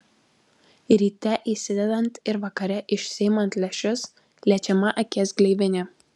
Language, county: Lithuanian, Alytus